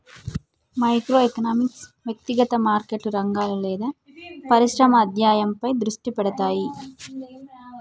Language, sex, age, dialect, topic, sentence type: Telugu, female, 18-24, Telangana, banking, statement